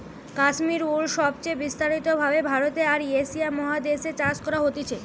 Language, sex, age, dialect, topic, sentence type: Bengali, female, 18-24, Western, agriculture, statement